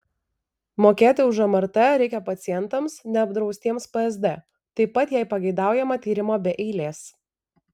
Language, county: Lithuanian, Vilnius